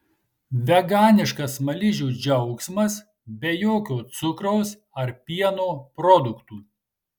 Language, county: Lithuanian, Marijampolė